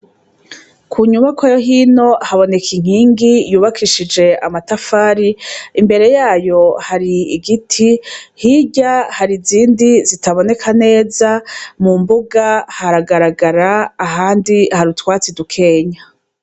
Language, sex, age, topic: Rundi, female, 36-49, education